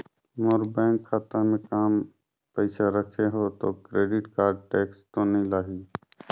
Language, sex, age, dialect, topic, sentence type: Chhattisgarhi, male, 25-30, Northern/Bhandar, banking, question